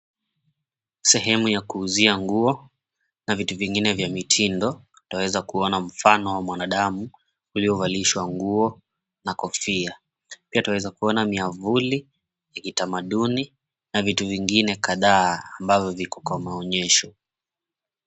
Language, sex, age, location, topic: Swahili, male, 25-35, Mombasa, government